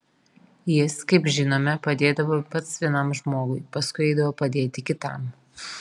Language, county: Lithuanian, Vilnius